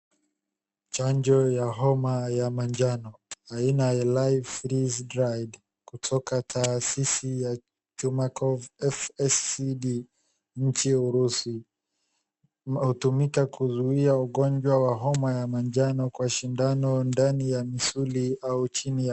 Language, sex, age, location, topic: Swahili, male, 50+, Wajir, health